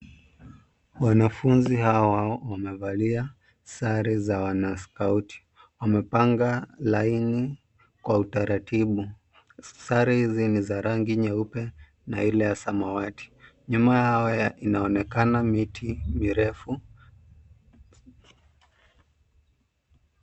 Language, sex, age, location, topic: Swahili, male, 25-35, Nairobi, education